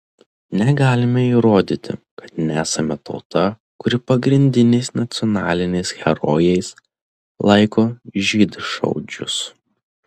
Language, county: Lithuanian, Telšiai